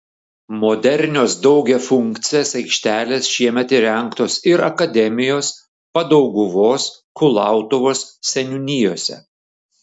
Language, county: Lithuanian, Šiauliai